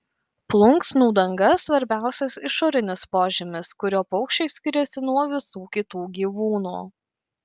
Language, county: Lithuanian, Kaunas